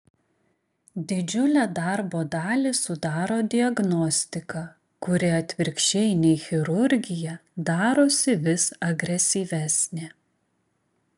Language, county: Lithuanian, Klaipėda